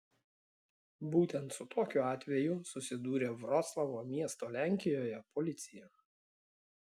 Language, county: Lithuanian, Klaipėda